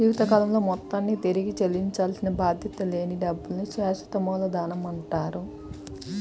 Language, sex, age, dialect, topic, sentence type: Telugu, female, 31-35, Central/Coastal, banking, statement